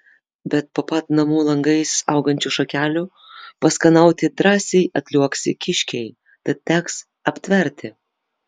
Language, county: Lithuanian, Vilnius